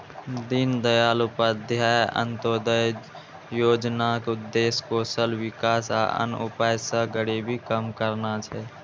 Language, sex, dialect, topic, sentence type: Maithili, male, Eastern / Thethi, banking, statement